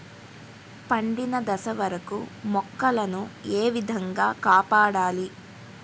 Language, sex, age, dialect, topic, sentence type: Telugu, female, 18-24, Central/Coastal, agriculture, question